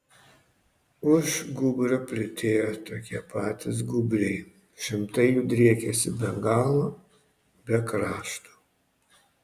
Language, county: Lithuanian, Panevėžys